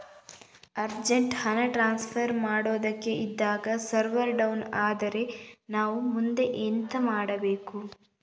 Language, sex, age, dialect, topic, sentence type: Kannada, female, 36-40, Coastal/Dakshin, banking, question